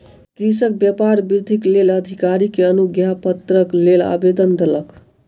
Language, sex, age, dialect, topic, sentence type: Maithili, male, 18-24, Southern/Standard, agriculture, statement